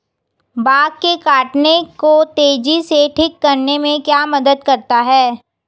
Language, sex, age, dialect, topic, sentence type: Hindi, female, 18-24, Hindustani Malvi Khadi Boli, agriculture, question